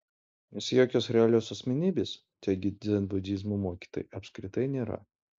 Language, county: Lithuanian, Utena